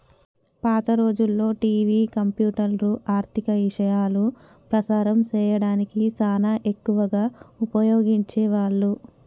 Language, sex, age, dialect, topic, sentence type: Telugu, female, 18-24, Telangana, banking, statement